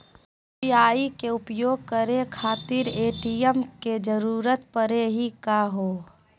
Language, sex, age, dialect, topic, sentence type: Magahi, female, 46-50, Southern, banking, question